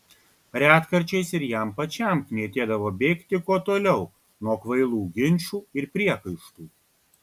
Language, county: Lithuanian, Kaunas